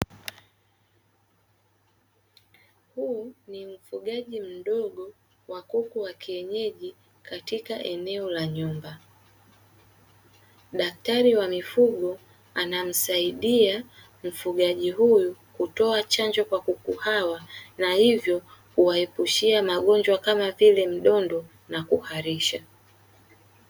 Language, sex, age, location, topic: Swahili, female, 18-24, Dar es Salaam, agriculture